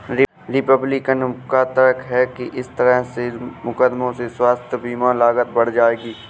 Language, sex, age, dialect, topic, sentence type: Hindi, male, 18-24, Awadhi Bundeli, banking, statement